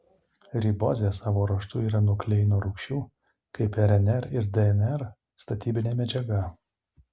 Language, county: Lithuanian, Utena